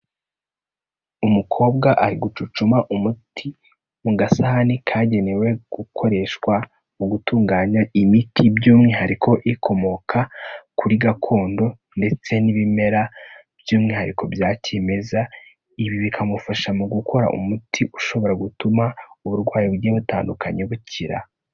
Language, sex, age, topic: Kinyarwanda, male, 18-24, health